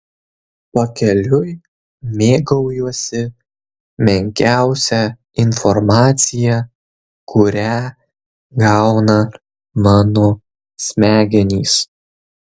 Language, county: Lithuanian, Kaunas